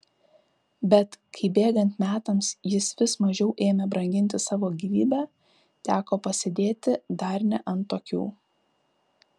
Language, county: Lithuanian, Kaunas